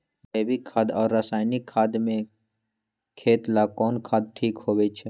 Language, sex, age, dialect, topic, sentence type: Magahi, male, 41-45, Western, agriculture, question